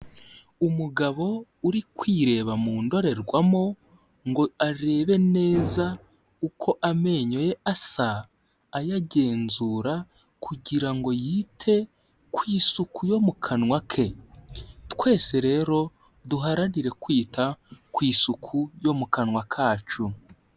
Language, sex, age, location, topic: Kinyarwanda, male, 18-24, Huye, health